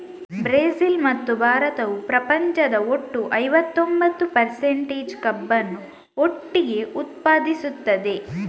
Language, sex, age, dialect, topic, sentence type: Kannada, female, 18-24, Coastal/Dakshin, agriculture, statement